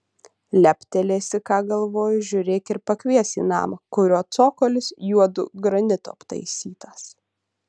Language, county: Lithuanian, Utena